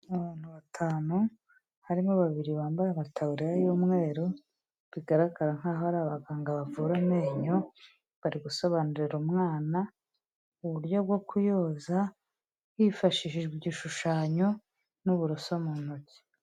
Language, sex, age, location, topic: Kinyarwanda, female, 36-49, Kigali, health